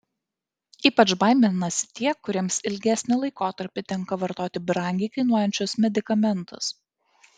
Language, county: Lithuanian, Kaunas